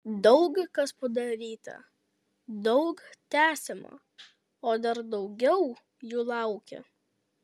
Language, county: Lithuanian, Kaunas